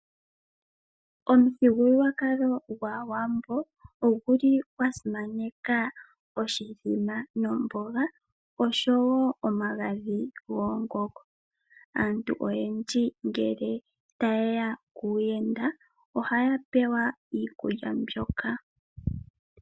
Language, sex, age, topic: Oshiwambo, female, 25-35, agriculture